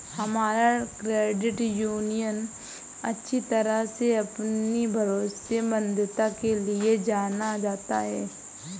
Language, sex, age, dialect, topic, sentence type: Hindi, female, 18-24, Awadhi Bundeli, banking, statement